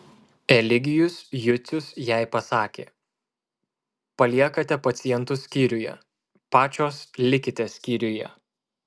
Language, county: Lithuanian, Marijampolė